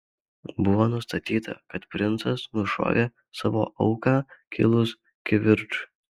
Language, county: Lithuanian, Alytus